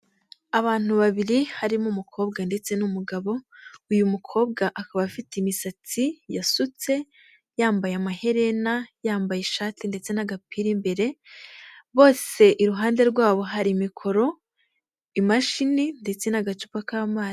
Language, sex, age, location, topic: Kinyarwanda, female, 18-24, Huye, government